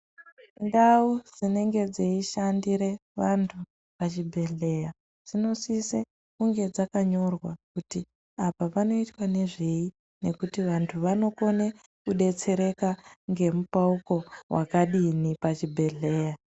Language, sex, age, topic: Ndau, female, 18-24, health